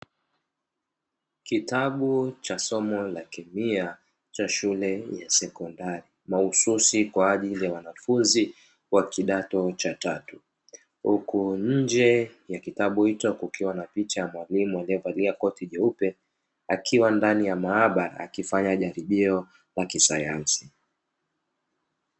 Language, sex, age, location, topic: Swahili, male, 25-35, Dar es Salaam, education